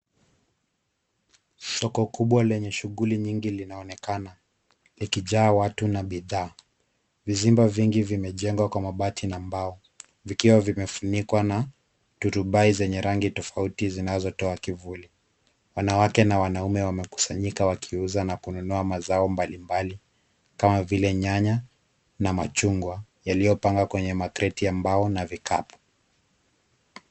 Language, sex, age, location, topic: Swahili, male, 25-35, Kisumu, finance